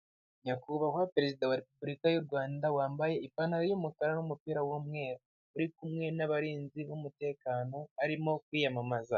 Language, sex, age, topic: Kinyarwanda, male, 25-35, government